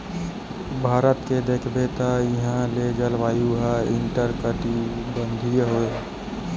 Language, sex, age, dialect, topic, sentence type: Chhattisgarhi, male, 18-24, Western/Budati/Khatahi, agriculture, statement